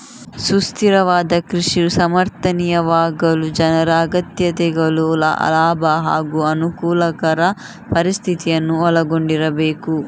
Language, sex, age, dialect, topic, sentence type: Kannada, female, 60-100, Coastal/Dakshin, agriculture, statement